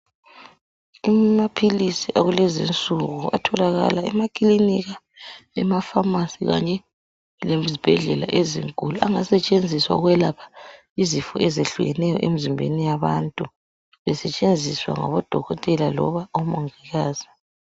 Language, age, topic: North Ndebele, 36-49, health